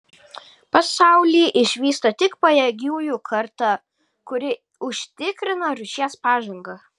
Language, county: Lithuanian, Kaunas